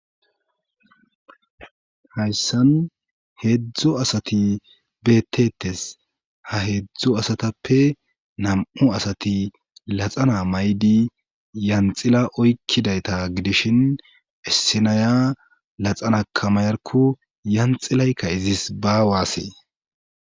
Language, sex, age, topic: Gamo, male, 18-24, government